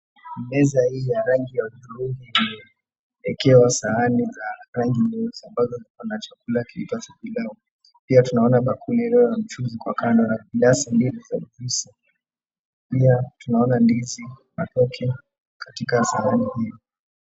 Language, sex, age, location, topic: Swahili, male, 25-35, Mombasa, agriculture